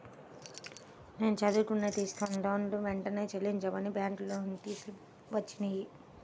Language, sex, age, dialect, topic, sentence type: Telugu, female, 18-24, Central/Coastal, banking, statement